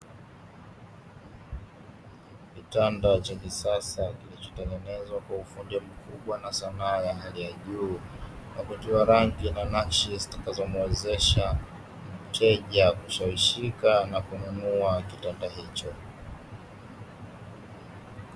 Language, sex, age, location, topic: Swahili, male, 18-24, Dar es Salaam, finance